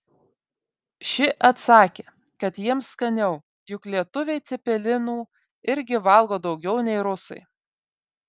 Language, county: Lithuanian, Vilnius